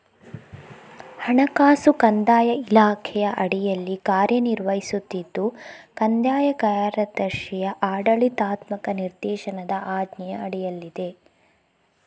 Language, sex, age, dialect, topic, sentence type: Kannada, female, 25-30, Coastal/Dakshin, banking, statement